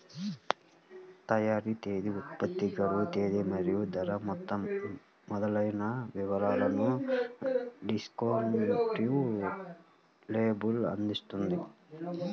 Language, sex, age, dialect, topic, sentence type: Telugu, male, 18-24, Central/Coastal, banking, statement